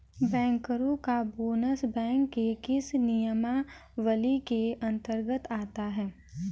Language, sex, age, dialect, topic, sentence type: Hindi, female, 18-24, Kanauji Braj Bhasha, banking, statement